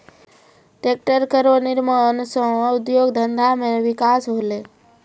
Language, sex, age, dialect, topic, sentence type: Maithili, female, 25-30, Angika, agriculture, statement